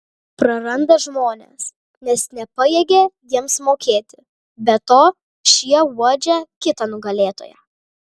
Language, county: Lithuanian, Kaunas